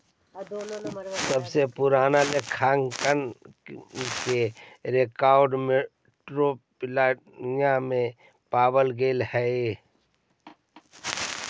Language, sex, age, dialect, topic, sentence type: Magahi, male, 41-45, Central/Standard, agriculture, statement